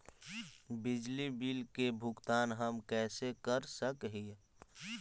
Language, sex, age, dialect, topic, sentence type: Magahi, male, 18-24, Central/Standard, banking, question